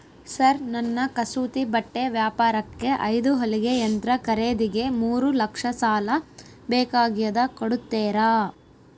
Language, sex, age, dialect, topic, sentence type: Kannada, female, 18-24, Central, banking, question